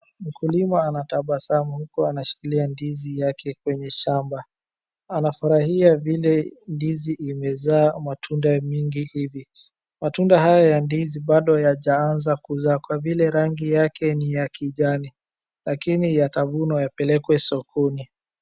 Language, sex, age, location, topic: Swahili, female, 36-49, Wajir, agriculture